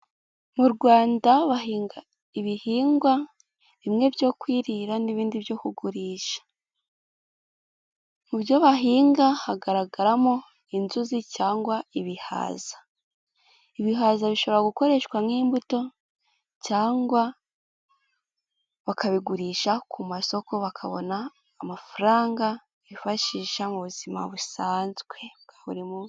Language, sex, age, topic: Kinyarwanda, female, 18-24, agriculture